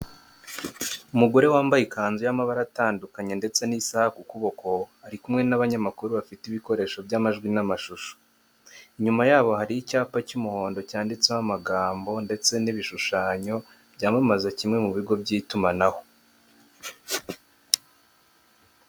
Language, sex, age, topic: Kinyarwanda, male, 18-24, finance